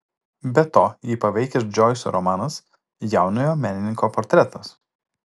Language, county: Lithuanian, Utena